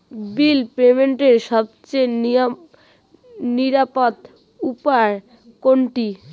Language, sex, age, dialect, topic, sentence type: Bengali, female, 18-24, Rajbangshi, banking, question